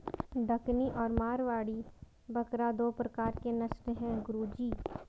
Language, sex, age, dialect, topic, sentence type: Hindi, female, 18-24, Garhwali, agriculture, statement